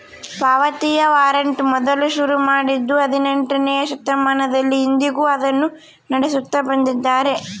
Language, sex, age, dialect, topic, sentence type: Kannada, female, 18-24, Central, banking, statement